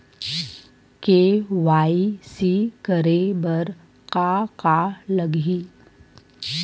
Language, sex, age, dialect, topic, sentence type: Chhattisgarhi, female, 25-30, Western/Budati/Khatahi, banking, question